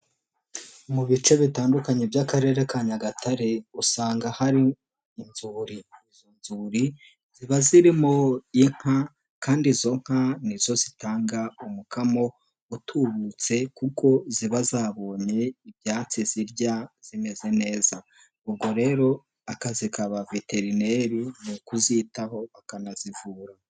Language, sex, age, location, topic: Kinyarwanda, male, 18-24, Nyagatare, agriculture